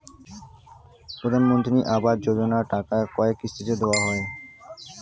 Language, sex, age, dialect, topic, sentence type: Bengali, male, 18-24, Rajbangshi, banking, question